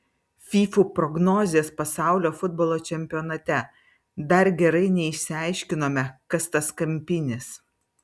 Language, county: Lithuanian, Vilnius